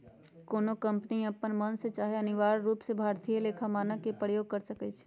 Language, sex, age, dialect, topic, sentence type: Magahi, male, 36-40, Western, banking, statement